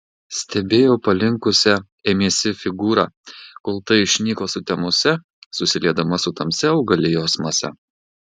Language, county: Lithuanian, Marijampolė